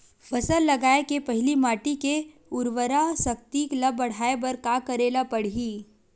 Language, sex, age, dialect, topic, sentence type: Chhattisgarhi, female, 18-24, Western/Budati/Khatahi, agriculture, question